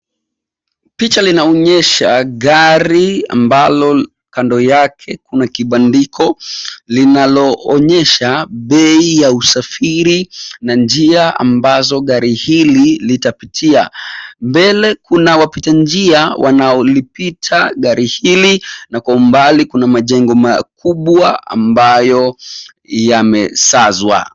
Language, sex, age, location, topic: Swahili, male, 25-35, Nairobi, government